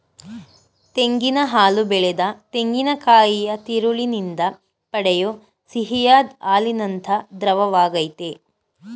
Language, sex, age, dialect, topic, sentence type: Kannada, female, 31-35, Mysore Kannada, agriculture, statement